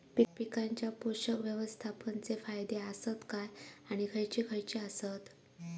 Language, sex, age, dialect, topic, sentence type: Marathi, female, 41-45, Southern Konkan, agriculture, question